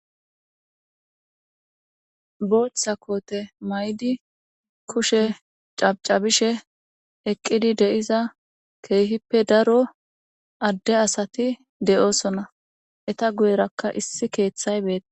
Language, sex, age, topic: Gamo, female, 18-24, government